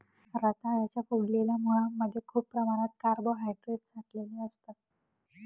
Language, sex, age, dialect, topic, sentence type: Marathi, female, 56-60, Northern Konkan, agriculture, statement